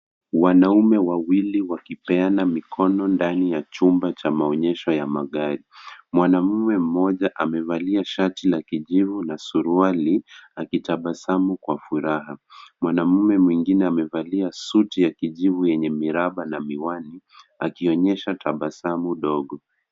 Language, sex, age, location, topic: Swahili, male, 18-24, Nairobi, finance